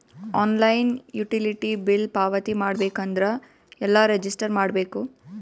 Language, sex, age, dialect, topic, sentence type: Kannada, female, 18-24, Northeastern, banking, question